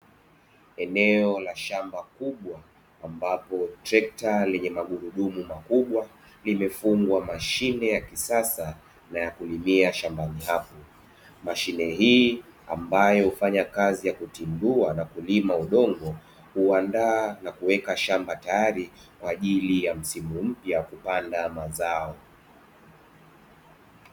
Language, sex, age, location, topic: Swahili, male, 25-35, Dar es Salaam, agriculture